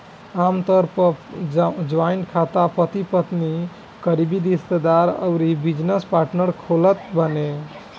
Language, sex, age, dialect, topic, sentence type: Bhojpuri, male, 18-24, Northern, banking, statement